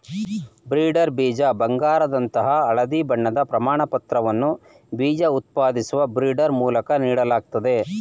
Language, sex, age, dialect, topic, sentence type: Kannada, male, 36-40, Mysore Kannada, agriculture, statement